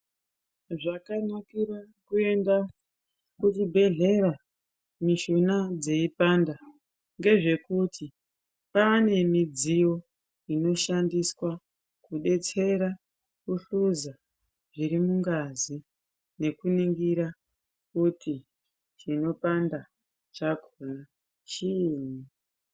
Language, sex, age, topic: Ndau, female, 18-24, health